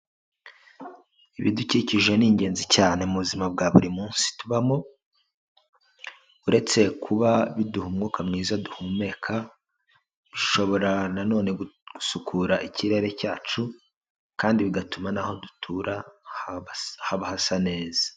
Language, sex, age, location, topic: Kinyarwanda, male, 25-35, Huye, agriculture